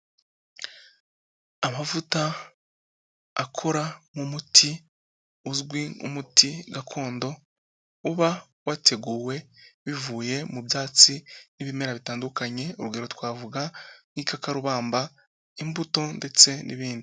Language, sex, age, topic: Kinyarwanda, male, 25-35, health